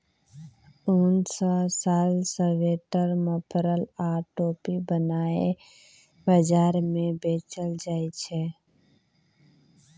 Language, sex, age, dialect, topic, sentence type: Maithili, female, 25-30, Bajjika, agriculture, statement